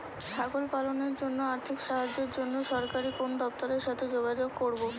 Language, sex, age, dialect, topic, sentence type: Bengali, female, 25-30, Northern/Varendri, agriculture, question